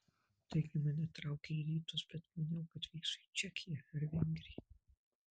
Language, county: Lithuanian, Marijampolė